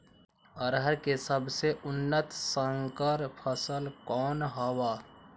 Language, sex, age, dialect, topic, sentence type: Magahi, male, 18-24, Western, agriculture, question